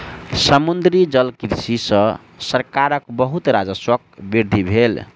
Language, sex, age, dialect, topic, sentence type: Maithili, male, 25-30, Southern/Standard, agriculture, statement